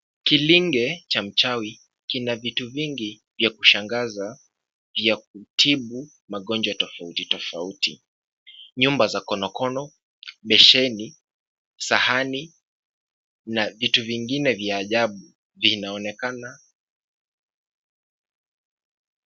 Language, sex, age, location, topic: Swahili, male, 25-35, Kisumu, health